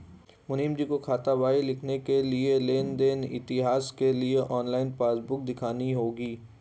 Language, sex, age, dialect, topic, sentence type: Hindi, male, 18-24, Hindustani Malvi Khadi Boli, banking, statement